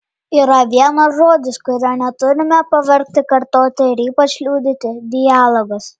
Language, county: Lithuanian, Panevėžys